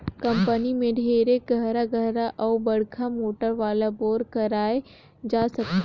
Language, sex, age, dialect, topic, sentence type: Chhattisgarhi, female, 18-24, Northern/Bhandar, agriculture, statement